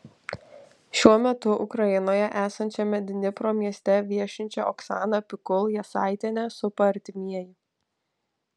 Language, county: Lithuanian, Alytus